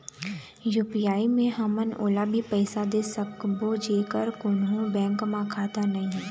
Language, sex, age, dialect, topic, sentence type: Chhattisgarhi, female, 18-24, Eastern, banking, question